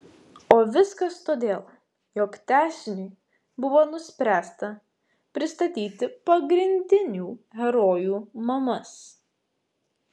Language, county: Lithuanian, Vilnius